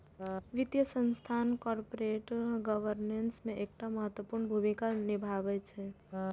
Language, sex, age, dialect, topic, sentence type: Maithili, female, 18-24, Eastern / Thethi, banking, statement